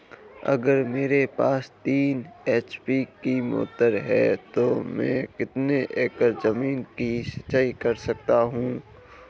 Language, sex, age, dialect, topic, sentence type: Hindi, male, 18-24, Marwari Dhudhari, agriculture, question